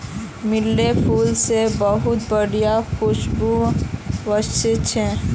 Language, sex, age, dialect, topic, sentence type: Magahi, female, 18-24, Northeastern/Surjapuri, agriculture, statement